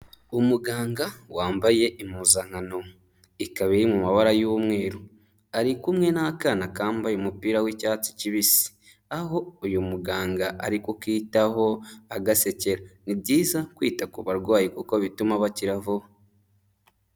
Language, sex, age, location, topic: Kinyarwanda, male, 25-35, Huye, health